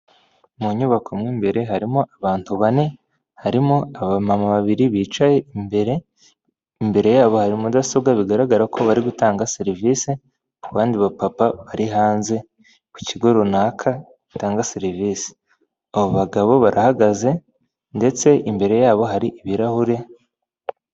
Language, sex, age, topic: Kinyarwanda, male, 18-24, finance